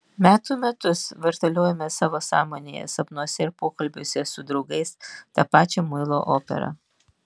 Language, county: Lithuanian, Vilnius